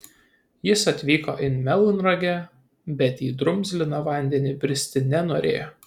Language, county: Lithuanian, Kaunas